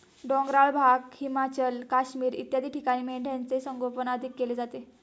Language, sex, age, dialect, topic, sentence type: Marathi, female, 18-24, Standard Marathi, agriculture, statement